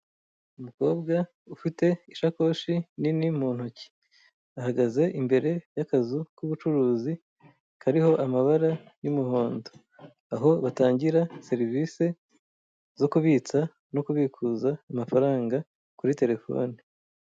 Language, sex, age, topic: Kinyarwanda, female, 25-35, finance